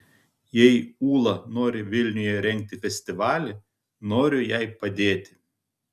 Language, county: Lithuanian, Telšiai